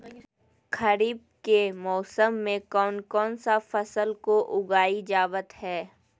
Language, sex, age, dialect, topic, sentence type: Magahi, female, 18-24, Southern, agriculture, question